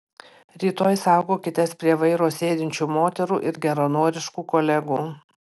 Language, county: Lithuanian, Panevėžys